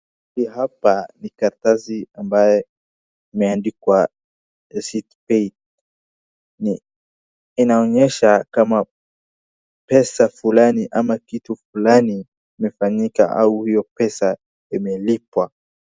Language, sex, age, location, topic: Swahili, male, 18-24, Wajir, finance